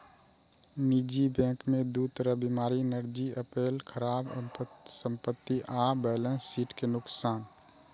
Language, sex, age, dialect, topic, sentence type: Maithili, male, 31-35, Eastern / Thethi, banking, statement